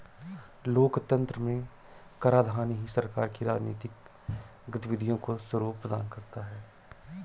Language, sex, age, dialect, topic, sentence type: Hindi, male, 36-40, Awadhi Bundeli, banking, statement